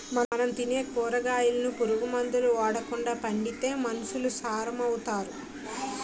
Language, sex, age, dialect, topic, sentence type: Telugu, female, 18-24, Utterandhra, agriculture, statement